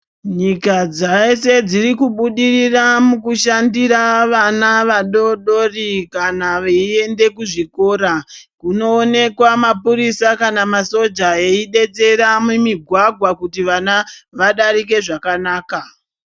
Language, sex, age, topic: Ndau, male, 50+, health